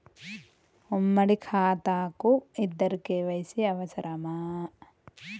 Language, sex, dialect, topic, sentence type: Telugu, female, Telangana, banking, question